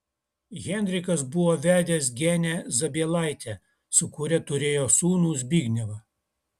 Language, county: Lithuanian, Utena